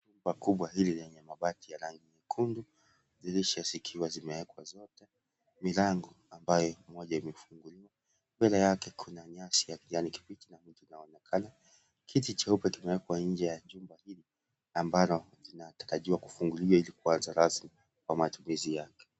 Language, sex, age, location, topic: Swahili, male, 36-49, Kisii, education